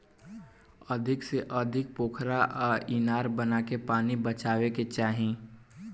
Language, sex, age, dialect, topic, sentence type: Bhojpuri, male, 18-24, Southern / Standard, agriculture, statement